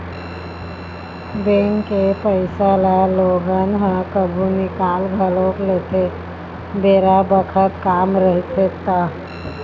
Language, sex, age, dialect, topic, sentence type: Chhattisgarhi, female, 31-35, Eastern, banking, statement